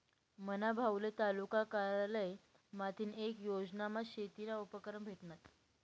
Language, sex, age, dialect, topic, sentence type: Marathi, female, 18-24, Northern Konkan, agriculture, statement